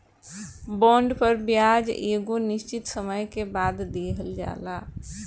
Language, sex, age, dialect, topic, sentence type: Bhojpuri, female, 41-45, Southern / Standard, banking, statement